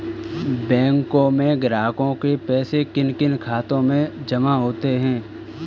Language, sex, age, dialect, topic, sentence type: Hindi, male, 18-24, Kanauji Braj Bhasha, banking, question